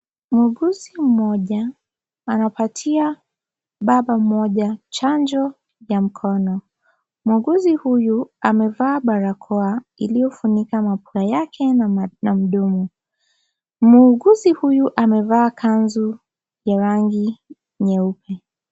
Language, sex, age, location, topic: Swahili, female, 25-35, Kisii, health